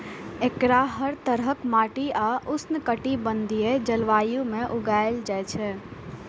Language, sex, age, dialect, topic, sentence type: Maithili, female, 18-24, Eastern / Thethi, agriculture, statement